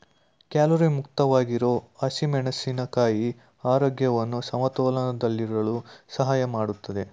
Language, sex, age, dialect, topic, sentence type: Kannada, male, 18-24, Mysore Kannada, agriculture, statement